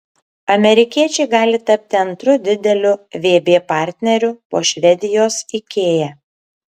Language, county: Lithuanian, Kaunas